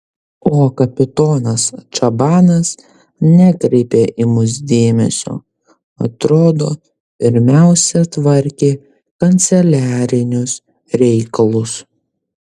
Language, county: Lithuanian, Kaunas